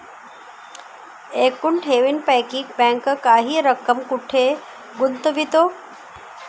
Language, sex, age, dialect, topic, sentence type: Marathi, female, 51-55, Northern Konkan, banking, question